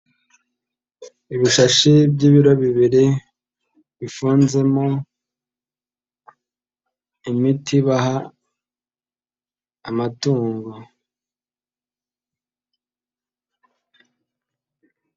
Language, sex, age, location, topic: Kinyarwanda, female, 18-24, Nyagatare, agriculture